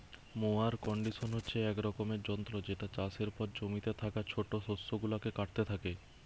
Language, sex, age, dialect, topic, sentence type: Bengali, male, 18-24, Western, agriculture, statement